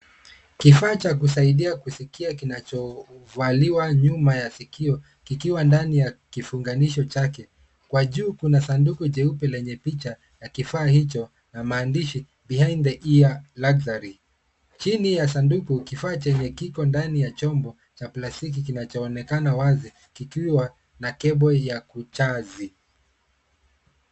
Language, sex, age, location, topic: Swahili, male, 25-35, Nairobi, health